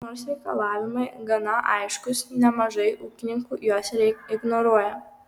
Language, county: Lithuanian, Kaunas